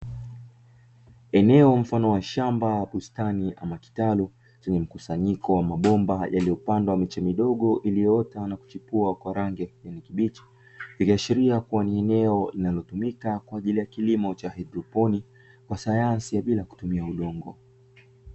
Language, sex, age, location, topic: Swahili, male, 25-35, Dar es Salaam, agriculture